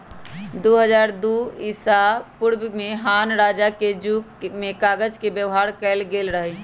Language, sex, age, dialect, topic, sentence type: Magahi, female, 25-30, Western, agriculture, statement